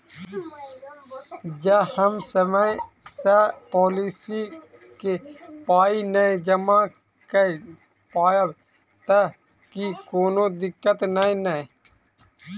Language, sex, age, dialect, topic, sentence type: Maithili, male, 25-30, Southern/Standard, banking, question